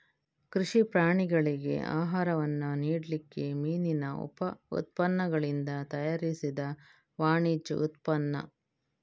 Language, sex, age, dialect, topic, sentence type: Kannada, female, 56-60, Coastal/Dakshin, agriculture, statement